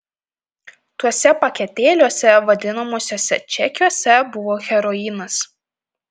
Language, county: Lithuanian, Panevėžys